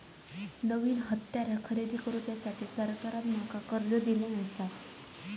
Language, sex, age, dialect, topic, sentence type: Marathi, female, 18-24, Southern Konkan, agriculture, statement